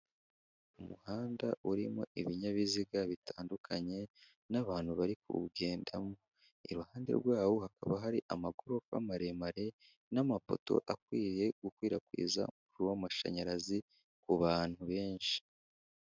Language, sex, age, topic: Kinyarwanda, male, 18-24, government